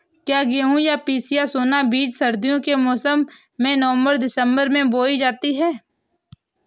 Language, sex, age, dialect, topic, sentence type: Hindi, female, 18-24, Awadhi Bundeli, agriculture, question